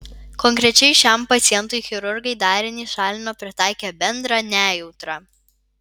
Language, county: Lithuanian, Vilnius